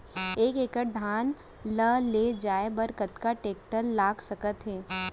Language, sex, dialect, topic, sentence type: Chhattisgarhi, female, Central, agriculture, question